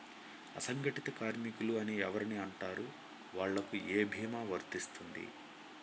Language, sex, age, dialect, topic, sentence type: Telugu, male, 25-30, Central/Coastal, banking, question